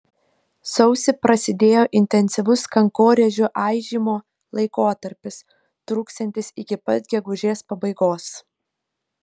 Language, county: Lithuanian, Panevėžys